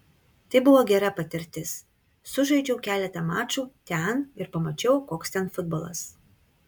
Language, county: Lithuanian, Kaunas